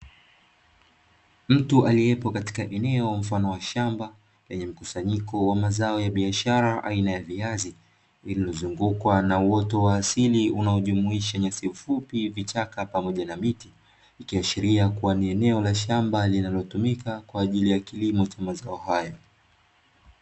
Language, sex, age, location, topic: Swahili, male, 25-35, Dar es Salaam, agriculture